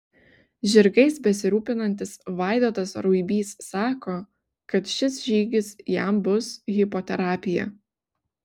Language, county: Lithuanian, Vilnius